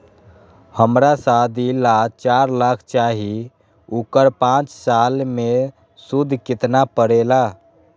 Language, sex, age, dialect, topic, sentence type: Magahi, male, 18-24, Western, banking, question